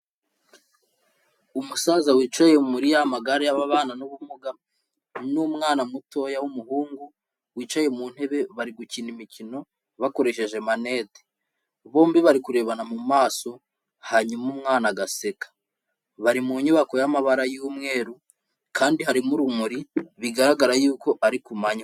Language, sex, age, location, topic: Kinyarwanda, male, 25-35, Kigali, health